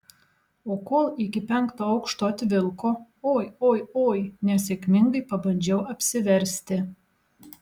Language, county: Lithuanian, Alytus